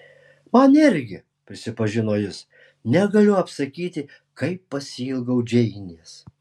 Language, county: Lithuanian, Alytus